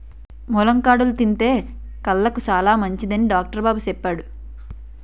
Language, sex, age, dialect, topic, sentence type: Telugu, female, 18-24, Utterandhra, agriculture, statement